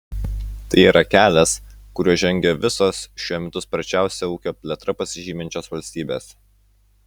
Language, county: Lithuanian, Utena